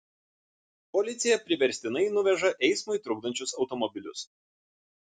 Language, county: Lithuanian, Vilnius